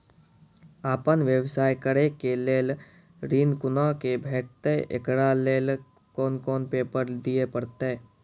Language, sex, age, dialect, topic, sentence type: Maithili, male, 18-24, Angika, banking, question